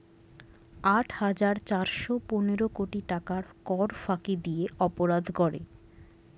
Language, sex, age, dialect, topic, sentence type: Bengali, female, 60-100, Standard Colloquial, banking, statement